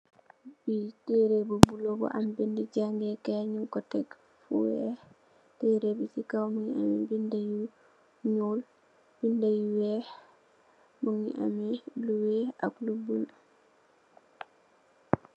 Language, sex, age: Wolof, female, 18-24